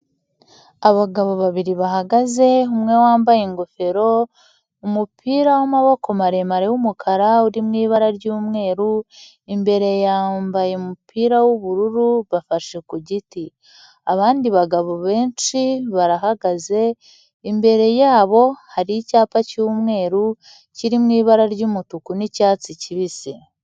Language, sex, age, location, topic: Kinyarwanda, female, 25-35, Huye, health